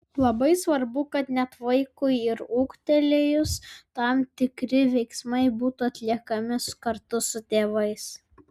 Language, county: Lithuanian, Vilnius